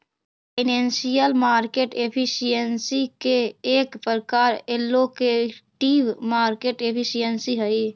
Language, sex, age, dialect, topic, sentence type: Magahi, female, 25-30, Central/Standard, banking, statement